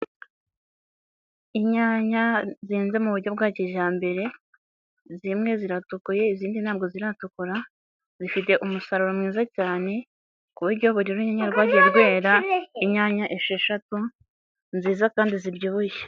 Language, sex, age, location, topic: Kinyarwanda, male, 18-24, Huye, agriculture